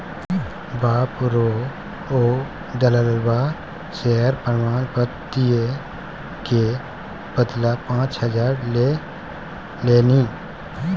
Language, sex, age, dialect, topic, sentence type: Maithili, male, 18-24, Bajjika, banking, statement